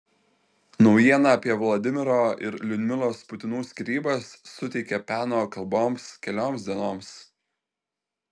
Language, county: Lithuanian, Telšiai